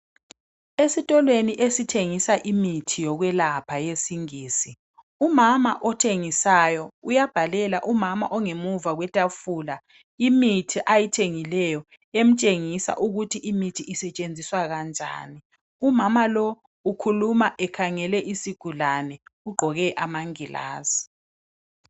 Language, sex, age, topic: North Ndebele, male, 36-49, health